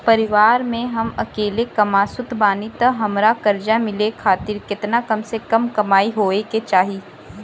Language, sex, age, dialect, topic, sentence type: Bhojpuri, female, 18-24, Southern / Standard, banking, question